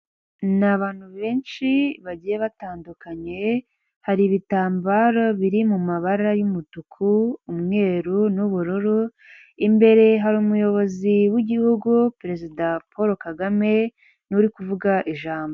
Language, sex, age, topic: Kinyarwanda, female, 18-24, government